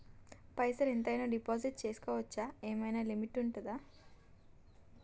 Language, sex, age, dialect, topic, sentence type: Telugu, female, 18-24, Telangana, banking, question